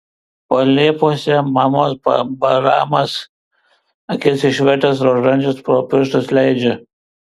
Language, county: Lithuanian, Vilnius